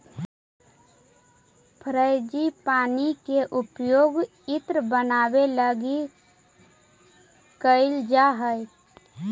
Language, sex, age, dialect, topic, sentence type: Magahi, female, 25-30, Central/Standard, agriculture, statement